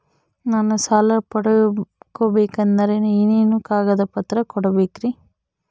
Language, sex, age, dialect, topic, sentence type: Kannada, female, 18-24, Central, banking, question